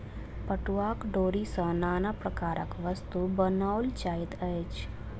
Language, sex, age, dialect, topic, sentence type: Maithili, female, 25-30, Southern/Standard, agriculture, statement